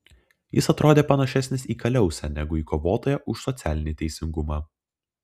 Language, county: Lithuanian, Vilnius